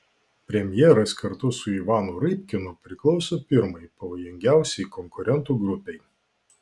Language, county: Lithuanian, Vilnius